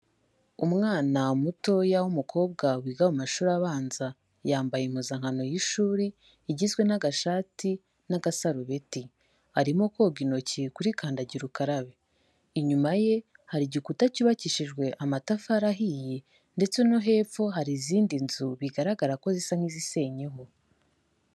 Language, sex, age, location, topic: Kinyarwanda, female, 18-24, Kigali, health